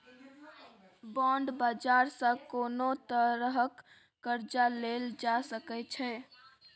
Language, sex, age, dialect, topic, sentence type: Maithili, female, 36-40, Bajjika, banking, statement